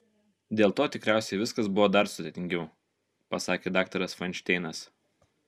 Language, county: Lithuanian, Kaunas